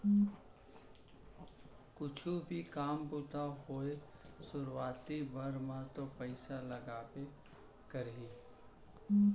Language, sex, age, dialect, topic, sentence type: Chhattisgarhi, male, 41-45, Central, banking, statement